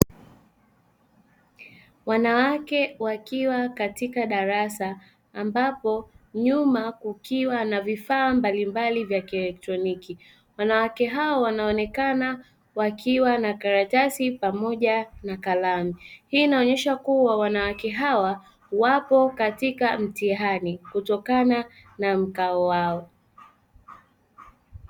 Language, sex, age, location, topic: Swahili, female, 18-24, Dar es Salaam, education